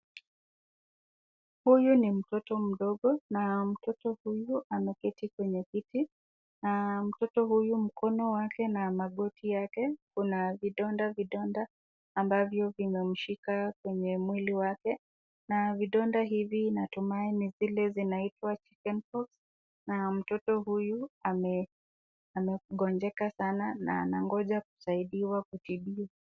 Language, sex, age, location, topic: Swahili, female, 36-49, Nakuru, health